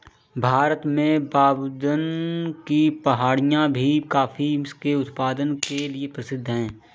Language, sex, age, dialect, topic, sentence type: Hindi, male, 25-30, Awadhi Bundeli, agriculture, statement